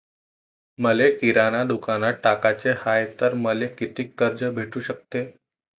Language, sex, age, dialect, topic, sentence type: Marathi, male, 18-24, Varhadi, banking, question